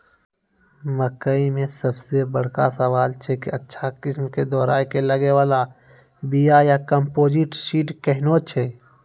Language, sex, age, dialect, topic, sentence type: Maithili, male, 18-24, Angika, agriculture, question